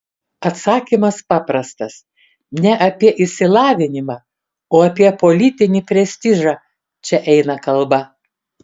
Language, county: Lithuanian, Kaunas